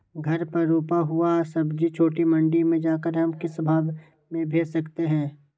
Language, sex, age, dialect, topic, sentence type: Magahi, male, 25-30, Western, agriculture, question